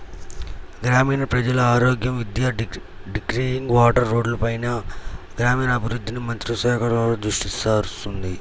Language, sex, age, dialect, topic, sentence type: Telugu, male, 18-24, Central/Coastal, agriculture, statement